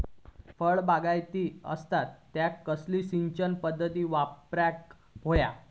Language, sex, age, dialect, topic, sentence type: Marathi, male, 18-24, Southern Konkan, agriculture, question